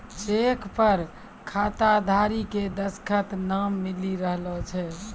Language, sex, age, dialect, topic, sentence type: Maithili, male, 60-100, Angika, banking, statement